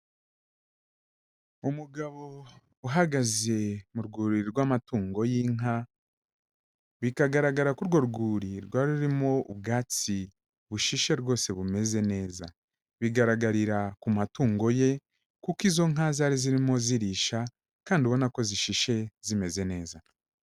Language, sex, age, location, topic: Kinyarwanda, male, 36-49, Kigali, agriculture